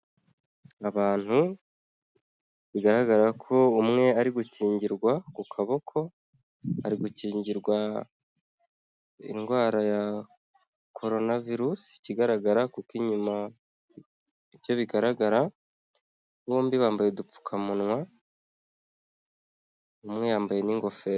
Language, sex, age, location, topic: Kinyarwanda, male, 25-35, Kigali, health